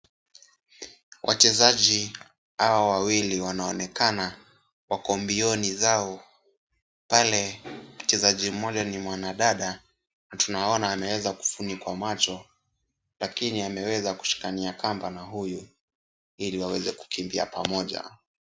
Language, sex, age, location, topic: Swahili, male, 18-24, Kisumu, education